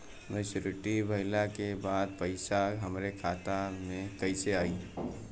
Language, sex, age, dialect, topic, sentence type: Bhojpuri, male, 18-24, Southern / Standard, banking, question